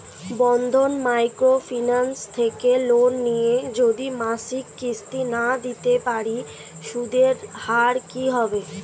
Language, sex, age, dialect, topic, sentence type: Bengali, female, 25-30, Standard Colloquial, banking, question